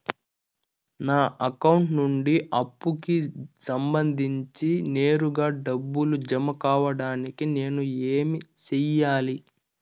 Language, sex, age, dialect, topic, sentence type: Telugu, male, 41-45, Southern, banking, question